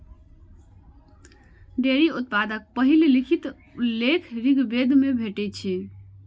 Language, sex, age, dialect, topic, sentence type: Maithili, female, 46-50, Eastern / Thethi, agriculture, statement